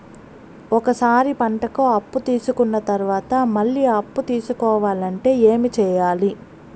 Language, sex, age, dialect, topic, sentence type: Telugu, female, 25-30, Southern, agriculture, question